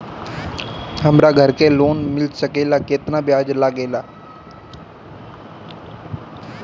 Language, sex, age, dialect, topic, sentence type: Bhojpuri, male, 25-30, Northern, banking, question